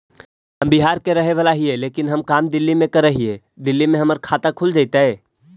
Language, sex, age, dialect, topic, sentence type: Magahi, male, 18-24, Central/Standard, banking, question